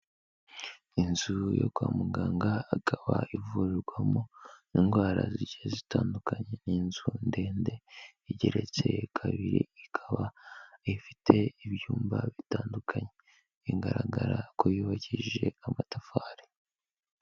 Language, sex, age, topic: Kinyarwanda, male, 18-24, health